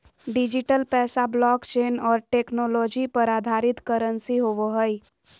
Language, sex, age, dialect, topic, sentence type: Magahi, female, 31-35, Southern, banking, statement